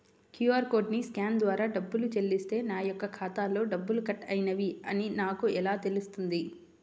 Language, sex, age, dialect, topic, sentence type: Telugu, female, 25-30, Central/Coastal, banking, question